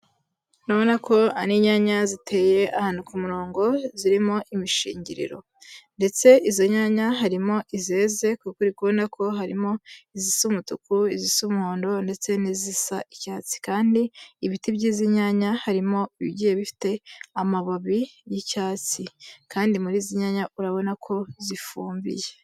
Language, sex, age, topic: Kinyarwanda, female, 18-24, agriculture